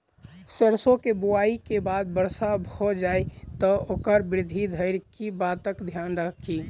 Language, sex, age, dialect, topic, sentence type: Maithili, male, 18-24, Southern/Standard, agriculture, question